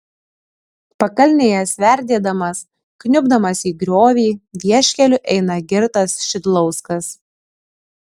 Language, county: Lithuanian, Kaunas